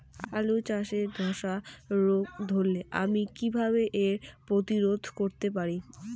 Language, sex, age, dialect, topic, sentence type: Bengali, female, 18-24, Rajbangshi, agriculture, question